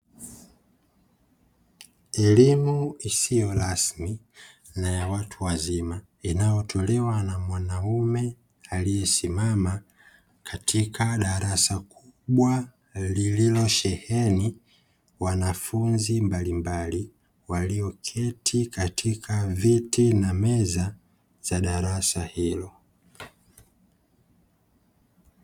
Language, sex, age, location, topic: Swahili, female, 18-24, Dar es Salaam, education